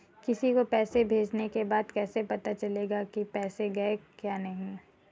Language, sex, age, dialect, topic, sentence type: Hindi, female, 41-45, Kanauji Braj Bhasha, banking, question